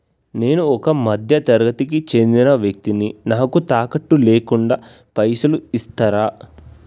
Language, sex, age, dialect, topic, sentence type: Telugu, male, 18-24, Telangana, banking, question